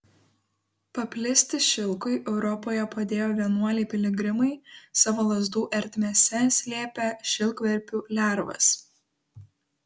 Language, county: Lithuanian, Kaunas